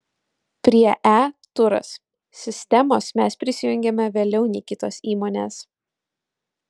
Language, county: Lithuanian, Utena